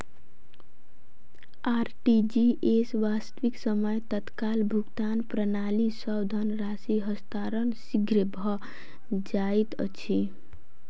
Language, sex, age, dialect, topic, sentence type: Maithili, female, 18-24, Southern/Standard, banking, statement